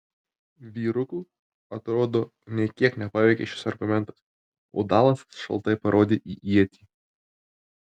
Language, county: Lithuanian, Tauragė